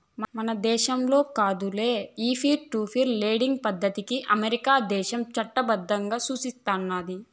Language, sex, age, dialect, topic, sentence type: Telugu, female, 18-24, Southern, banking, statement